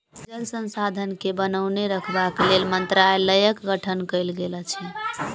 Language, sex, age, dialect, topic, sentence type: Maithili, female, 18-24, Southern/Standard, agriculture, statement